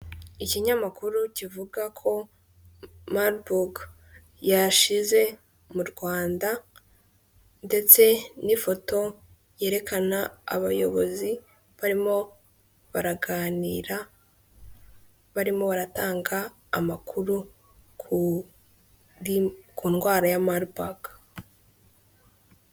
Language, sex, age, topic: Kinyarwanda, female, 18-24, government